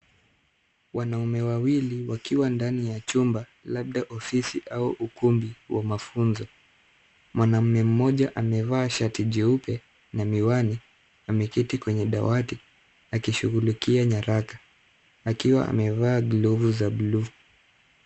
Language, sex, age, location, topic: Swahili, male, 25-35, Kisumu, government